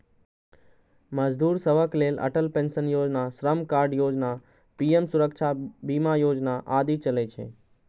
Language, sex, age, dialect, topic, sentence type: Maithili, male, 18-24, Eastern / Thethi, banking, statement